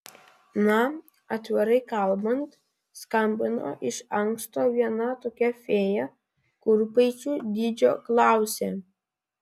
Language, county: Lithuanian, Vilnius